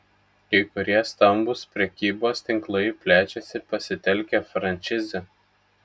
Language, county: Lithuanian, Telšiai